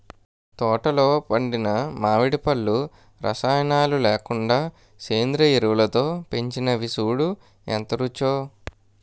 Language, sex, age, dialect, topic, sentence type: Telugu, male, 18-24, Utterandhra, agriculture, statement